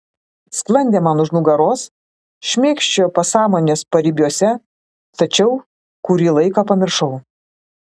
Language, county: Lithuanian, Klaipėda